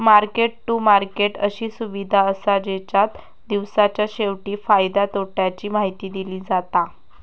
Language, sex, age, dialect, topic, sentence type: Marathi, female, 18-24, Southern Konkan, banking, statement